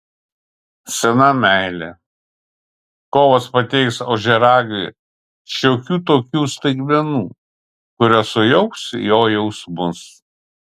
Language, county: Lithuanian, Kaunas